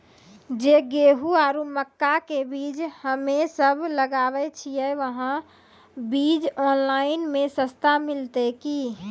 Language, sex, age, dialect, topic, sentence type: Maithili, female, 18-24, Angika, agriculture, question